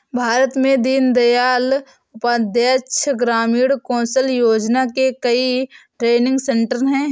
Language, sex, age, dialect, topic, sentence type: Hindi, female, 18-24, Awadhi Bundeli, banking, statement